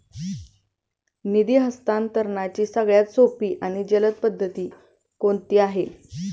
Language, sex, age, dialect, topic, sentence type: Marathi, female, 25-30, Standard Marathi, banking, question